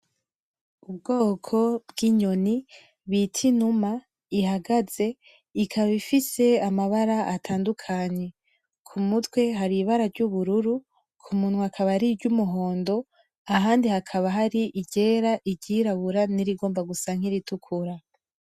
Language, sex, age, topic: Rundi, female, 18-24, agriculture